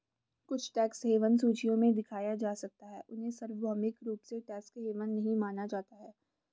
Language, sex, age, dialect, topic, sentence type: Hindi, female, 18-24, Garhwali, banking, statement